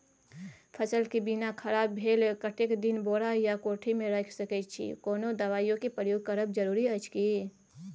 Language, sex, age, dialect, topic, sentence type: Maithili, female, 25-30, Bajjika, agriculture, question